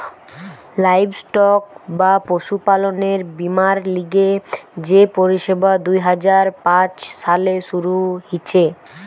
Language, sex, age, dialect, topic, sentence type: Bengali, female, 18-24, Western, agriculture, statement